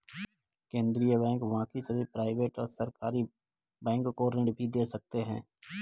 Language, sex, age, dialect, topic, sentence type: Hindi, male, 18-24, Kanauji Braj Bhasha, banking, statement